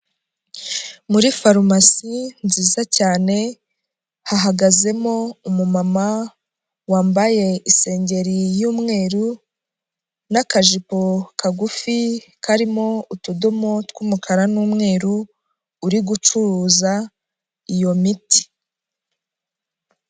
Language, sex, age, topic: Kinyarwanda, female, 25-35, health